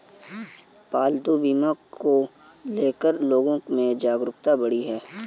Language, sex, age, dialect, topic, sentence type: Hindi, male, 18-24, Marwari Dhudhari, banking, statement